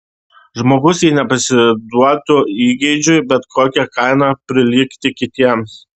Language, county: Lithuanian, Šiauliai